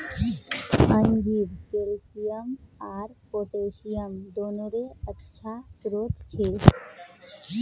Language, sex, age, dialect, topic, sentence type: Magahi, female, 18-24, Northeastern/Surjapuri, agriculture, statement